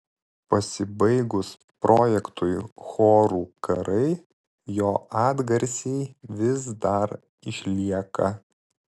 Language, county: Lithuanian, Vilnius